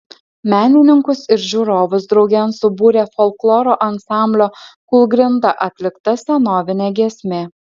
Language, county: Lithuanian, Alytus